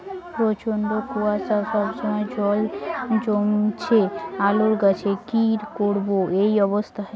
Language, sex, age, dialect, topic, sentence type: Bengali, female, 18-24, Rajbangshi, agriculture, question